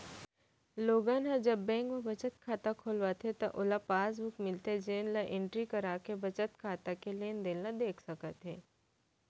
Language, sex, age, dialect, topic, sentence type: Chhattisgarhi, female, 18-24, Central, banking, statement